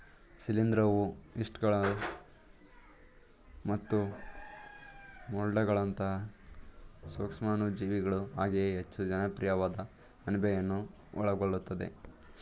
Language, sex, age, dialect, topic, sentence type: Kannada, male, 18-24, Mysore Kannada, agriculture, statement